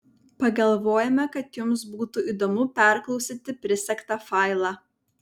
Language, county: Lithuanian, Vilnius